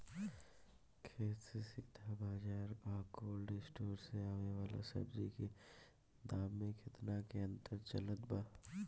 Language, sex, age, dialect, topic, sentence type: Bhojpuri, male, 18-24, Southern / Standard, agriculture, question